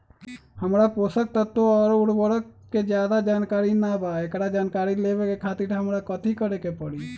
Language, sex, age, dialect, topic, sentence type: Magahi, male, 36-40, Western, agriculture, question